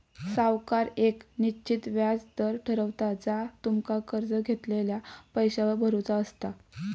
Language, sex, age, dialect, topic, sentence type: Marathi, female, 18-24, Southern Konkan, banking, statement